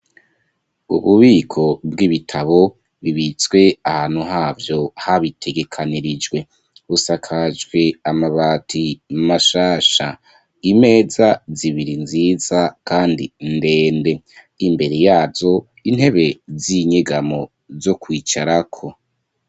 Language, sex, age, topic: Rundi, male, 25-35, education